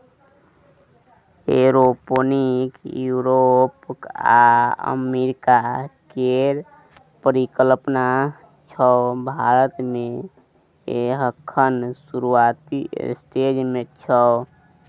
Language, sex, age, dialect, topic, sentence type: Maithili, male, 18-24, Bajjika, agriculture, statement